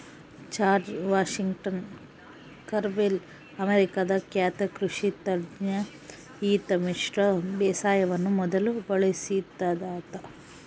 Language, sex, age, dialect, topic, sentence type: Kannada, female, 31-35, Central, agriculture, statement